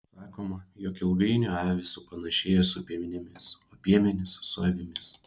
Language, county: Lithuanian, Kaunas